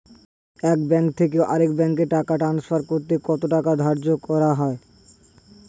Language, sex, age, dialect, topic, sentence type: Bengali, male, 18-24, Standard Colloquial, banking, question